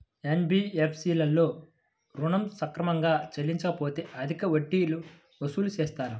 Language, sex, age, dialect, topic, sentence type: Telugu, female, 25-30, Central/Coastal, banking, question